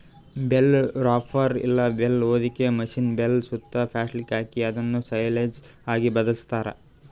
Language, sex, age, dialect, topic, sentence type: Kannada, male, 25-30, Northeastern, agriculture, statement